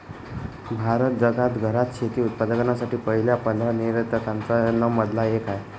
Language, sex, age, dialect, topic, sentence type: Marathi, male, 25-30, Northern Konkan, agriculture, statement